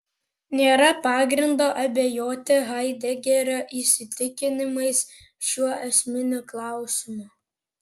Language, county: Lithuanian, Panevėžys